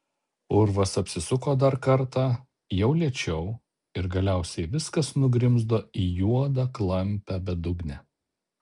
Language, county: Lithuanian, Alytus